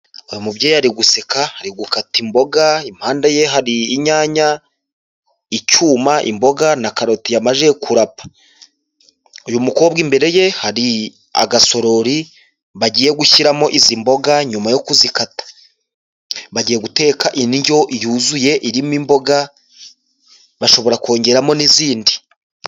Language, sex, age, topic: Kinyarwanda, male, 25-35, health